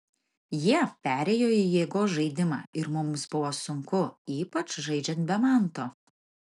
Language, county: Lithuanian, Marijampolė